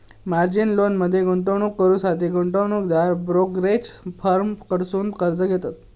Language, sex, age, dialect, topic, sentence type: Marathi, male, 56-60, Southern Konkan, banking, statement